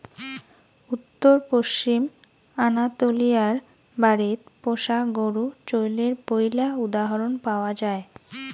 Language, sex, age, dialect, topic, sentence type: Bengali, female, 18-24, Rajbangshi, agriculture, statement